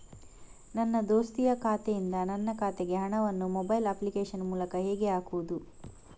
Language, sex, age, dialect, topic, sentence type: Kannada, female, 18-24, Coastal/Dakshin, banking, question